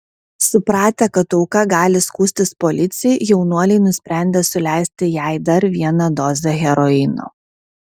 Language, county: Lithuanian, Vilnius